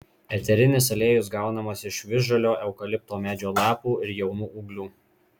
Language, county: Lithuanian, Marijampolė